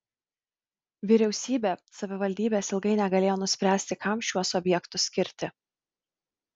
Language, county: Lithuanian, Vilnius